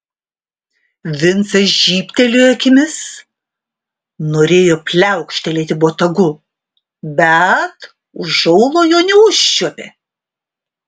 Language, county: Lithuanian, Vilnius